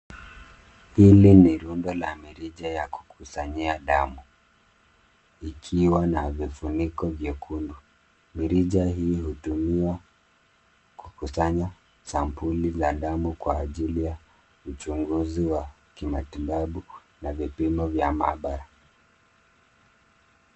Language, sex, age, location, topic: Swahili, male, 25-35, Nairobi, health